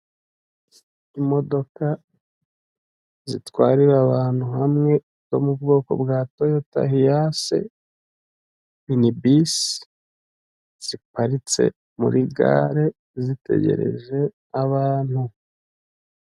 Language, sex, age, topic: Kinyarwanda, male, 25-35, government